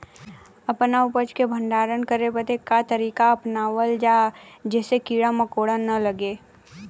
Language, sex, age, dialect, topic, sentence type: Bhojpuri, female, 18-24, Western, agriculture, question